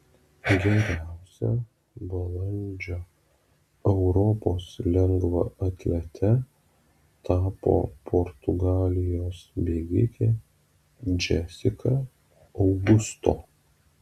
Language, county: Lithuanian, Vilnius